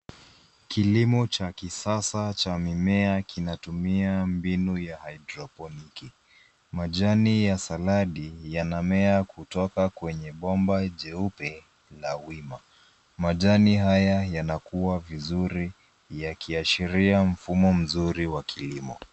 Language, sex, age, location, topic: Swahili, male, 18-24, Nairobi, agriculture